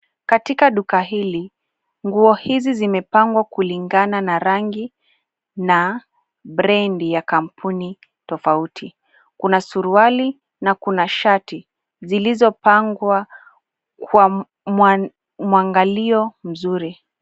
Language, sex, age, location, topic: Swahili, female, 25-35, Nairobi, finance